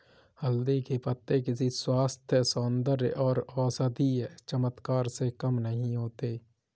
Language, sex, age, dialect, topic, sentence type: Hindi, male, 25-30, Kanauji Braj Bhasha, agriculture, statement